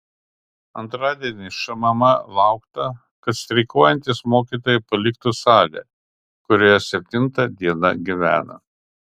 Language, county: Lithuanian, Kaunas